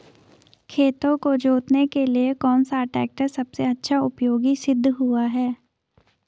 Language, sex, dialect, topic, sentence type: Hindi, female, Garhwali, agriculture, question